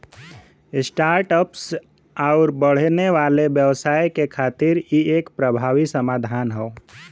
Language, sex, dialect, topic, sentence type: Bhojpuri, male, Western, banking, statement